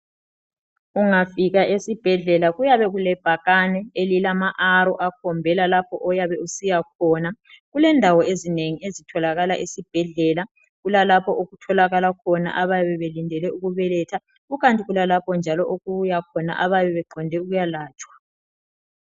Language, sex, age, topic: North Ndebele, male, 36-49, health